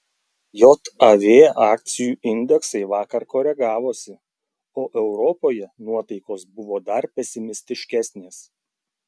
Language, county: Lithuanian, Klaipėda